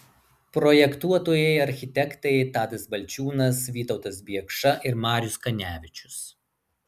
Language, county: Lithuanian, Marijampolė